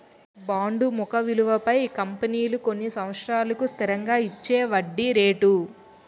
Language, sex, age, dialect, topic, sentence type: Telugu, female, 18-24, Utterandhra, banking, statement